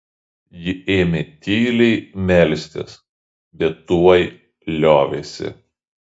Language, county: Lithuanian, Šiauliai